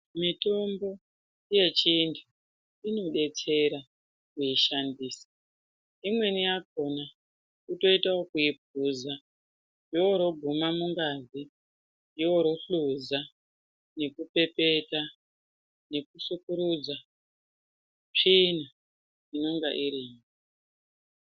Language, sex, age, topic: Ndau, female, 36-49, health